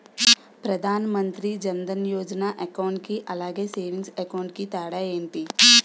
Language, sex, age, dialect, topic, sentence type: Telugu, female, 18-24, Utterandhra, banking, question